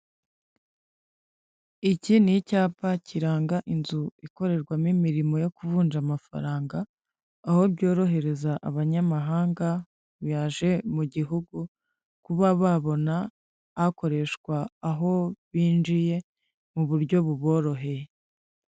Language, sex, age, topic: Kinyarwanda, female, 50+, finance